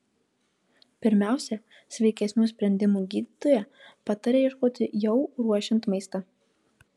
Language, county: Lithuanian, Kaunas